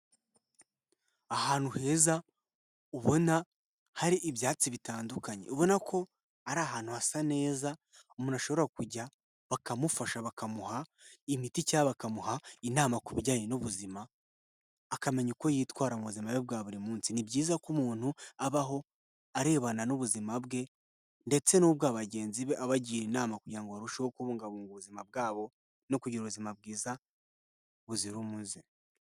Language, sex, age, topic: Kinyarwanda, male, 18-24, health